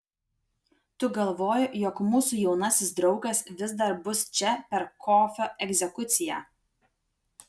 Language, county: Lithuanian, Vilnius